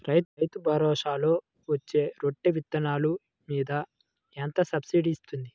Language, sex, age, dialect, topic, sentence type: Telugu, male, 18-24, Central/Coastal, agriculture, question